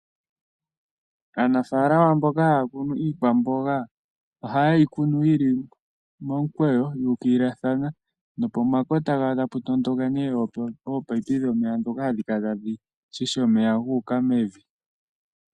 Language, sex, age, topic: Oshiwambo, male, 18-24, agriculture